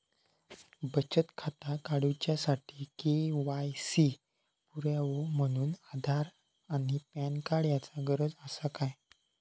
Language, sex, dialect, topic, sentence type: Marathi, male, Southern Konkan, banking, statement